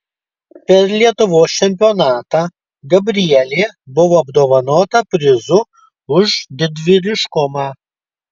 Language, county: Lithuanian, Kaunas